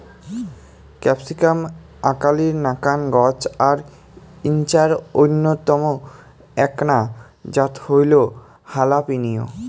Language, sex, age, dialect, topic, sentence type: Bengali, male, 18-24, Rajbangshi, agriculture, statement